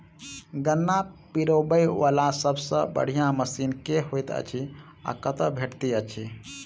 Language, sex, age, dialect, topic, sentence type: Maithili, male, 31-35, Southern/Standard, agriculture, question